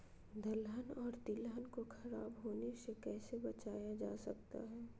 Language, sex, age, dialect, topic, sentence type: Magahi, female, 25-30, Southern, agriculture, question